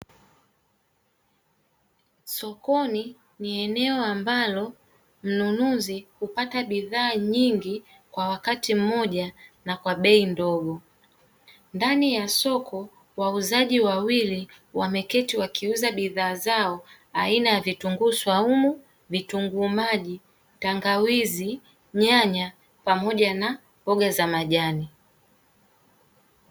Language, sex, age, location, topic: Swahili, female, 18-24, Dar es Salaam, finance